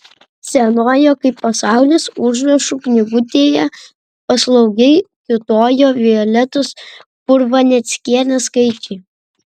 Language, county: Lithuanian, Vilnius